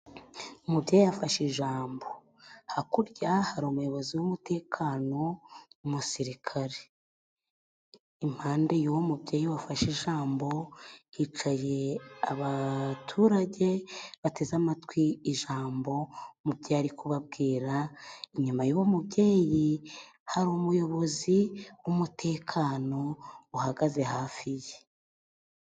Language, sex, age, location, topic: Kinyarwanda, female, 25-35, Musanze, government